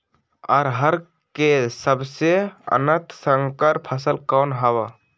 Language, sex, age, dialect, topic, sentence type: Magahi, male, 18-24, Western, agriculture, question